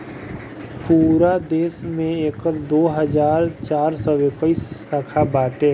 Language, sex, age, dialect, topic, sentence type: Bhojpuri, male, 25-30, Northern, banking, statement